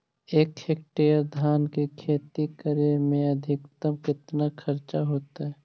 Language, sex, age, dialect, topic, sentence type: Magahi, male, 18-24, Central/Standard, agriculture, question